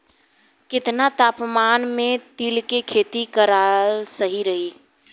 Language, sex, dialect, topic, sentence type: Bhojpuri, female, Southern / Standard, agriculture, question